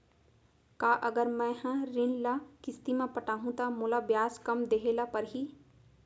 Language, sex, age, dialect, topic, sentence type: Chhattisgarhi, female, 25-30, Central, banking, question